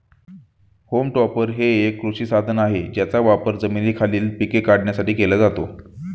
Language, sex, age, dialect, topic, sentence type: Marathi, male, 25-30, Standard Marathi, agriculture, statement